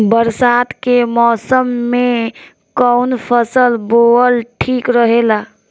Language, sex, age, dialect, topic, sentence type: Bhojpuri, female, 18-24, Northern, agriculture, question